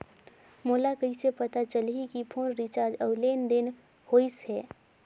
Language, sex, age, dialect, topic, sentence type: Chhattisgarhi, female, 18-24, Northern/Bhandar, banking, question